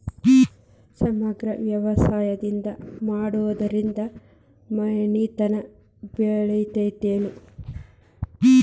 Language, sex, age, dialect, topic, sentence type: Kannada, female, 25-30, Dharwad Kannada, agriculture, question